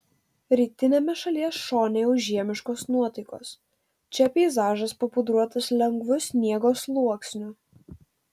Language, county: Lithuanian, Telšiai